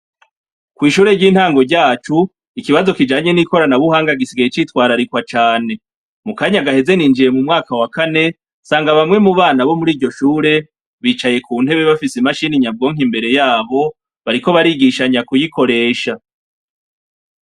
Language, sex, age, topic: Rundi, male, 36-49, education